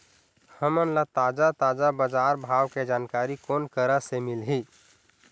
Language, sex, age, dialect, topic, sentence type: Chhattisgarhi, male, 25-30, Eastern, agriculture, question